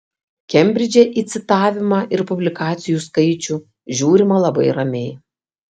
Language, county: Lithuanian, Kaunas